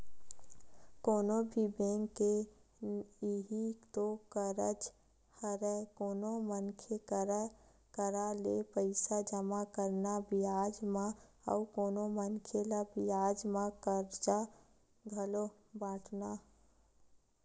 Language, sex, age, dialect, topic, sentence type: Chhattisgarhi, female, 18-24, Western/Budati/Khatahi, banking, statement